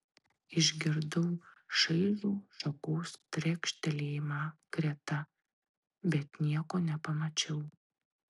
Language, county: Lithuanian, Tauragė